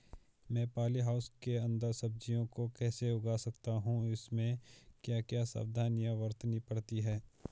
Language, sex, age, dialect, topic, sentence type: Hindi, male, 25-30, Garhwali, agriculture, question